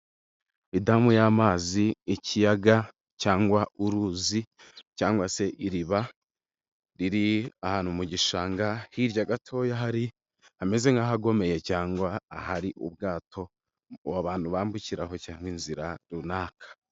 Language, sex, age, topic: Kinyarwanda, male, 18-24, agriculture